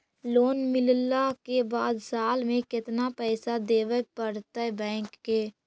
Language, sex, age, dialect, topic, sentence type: Magahi, female, 46-50, Central/Standard, banking, question